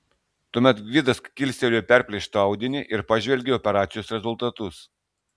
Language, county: Lithuanian, Klaipėda